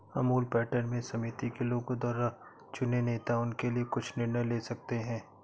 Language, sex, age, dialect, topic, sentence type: Hindi, male, 18-24, Awadhi Bundeli, agriculture, statement